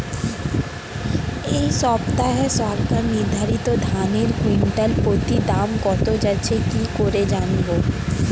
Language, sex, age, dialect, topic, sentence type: Bengali, female, 18-24, Standard Colloquial, agriculture, question